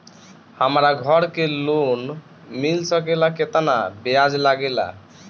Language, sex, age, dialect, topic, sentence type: Bhojpuri, male, 60-100, Northern, banking, question